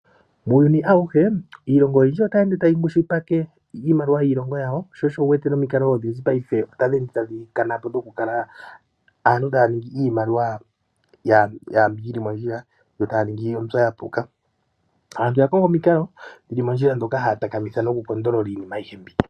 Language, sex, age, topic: Oshiwambo, male, 25-35, finance